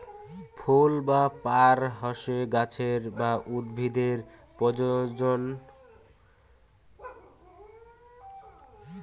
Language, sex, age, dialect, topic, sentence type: Bengali, male, <18, Rajbangshi, agriculture, statement